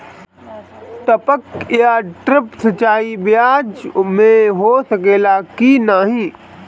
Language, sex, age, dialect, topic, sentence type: Bhojpuri, male, 18-24, Northern, agriculture, question